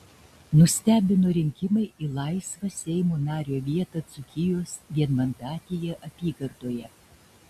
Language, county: Lithuanian, Šiauliai